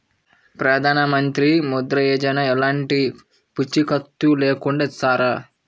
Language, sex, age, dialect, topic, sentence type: Telugu, male, 18-24, Central/Coastal, banking, question